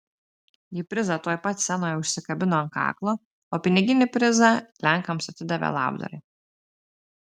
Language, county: Lithuanian, Telšiai